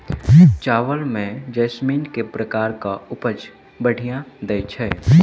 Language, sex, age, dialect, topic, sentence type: Maithili, male, 18-24, Southern/Standard, agriculture, question